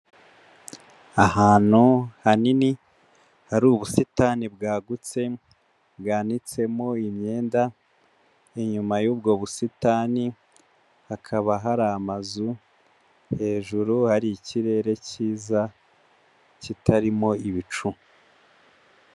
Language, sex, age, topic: Kinyarwanda, male, 25-35, education